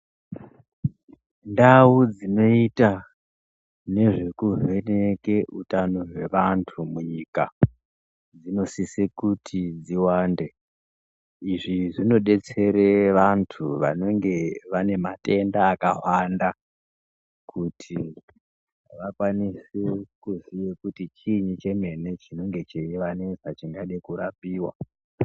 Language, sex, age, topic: Ndau, female, 36-49, health